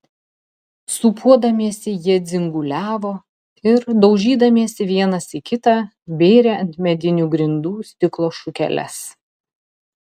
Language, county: Lithuanian, Telšiai